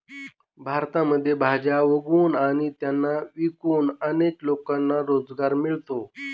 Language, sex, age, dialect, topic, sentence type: Marathi, male, 41-45, Northern Konkan, agriculture, statement